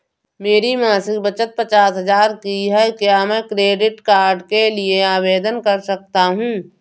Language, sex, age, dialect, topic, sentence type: Hindi, female, 31-35, Awadhi Bundeli, banking, question